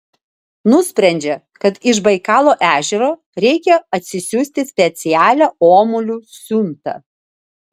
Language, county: Lithuanian, Vilnius